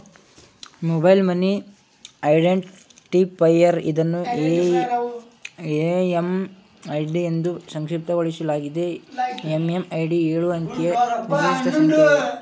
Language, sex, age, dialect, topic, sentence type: Kannada, male, 18-24, Mysore Kannada, banking, statement